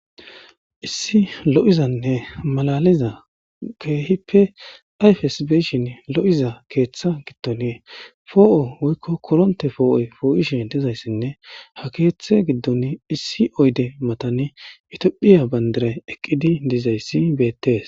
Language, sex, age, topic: Gamo, male, 25-35, government